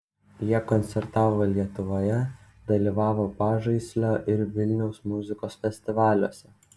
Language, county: Lithuanian, Utena